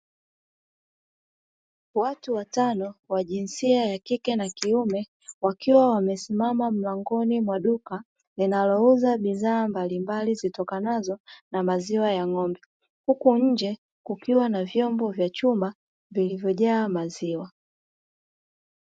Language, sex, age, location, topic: Swahili, female, 25-35, Dar es Salaam, finance